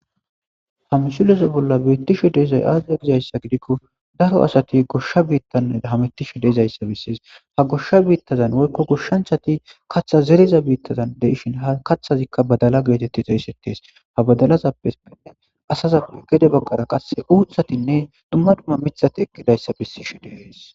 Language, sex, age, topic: Gamo, male, 25-35, agriculture